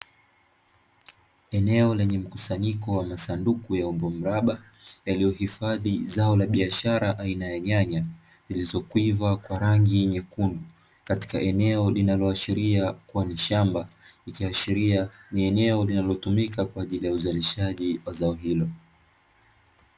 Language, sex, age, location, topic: Swahili, male, 25-35, Dar es Salaam, agriculture